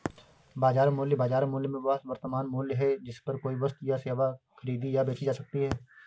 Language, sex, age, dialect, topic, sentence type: Hindi, male, 18-24, Awadhi Bundeli, agriculture, statement